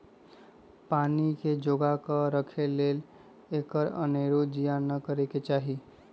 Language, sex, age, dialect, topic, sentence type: Magahi, male, 25-30, Western, agriculture, statement